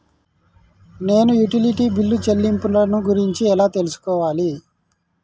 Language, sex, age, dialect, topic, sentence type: Telugu, male, 31-35, Telangana, banking, question